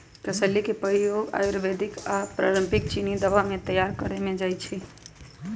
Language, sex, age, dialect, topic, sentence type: Magahi, female, 31-35, Western, agriculture, statement